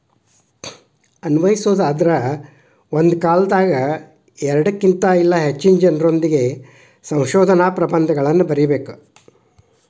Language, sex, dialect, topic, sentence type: Kannada, male, Dharwad Kannada, banking, statement